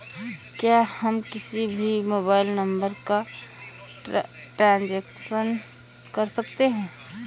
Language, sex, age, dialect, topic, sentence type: Hindi, female, 25-30, Awadhi Bundeli, banking, question